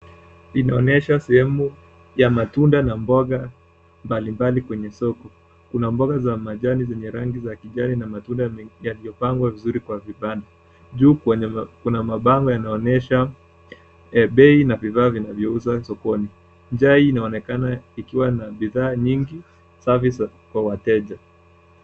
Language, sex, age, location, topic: Swahili, male, 18-24, Nairobi, finance